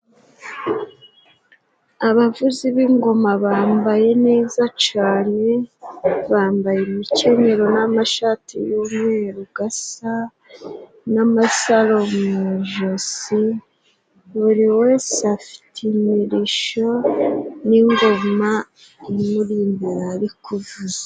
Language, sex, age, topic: Kinyarwanda, female, 25-35, government